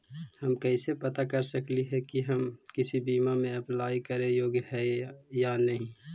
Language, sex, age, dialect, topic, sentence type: Magahi, male, 25-30, Central/Standard, banking, question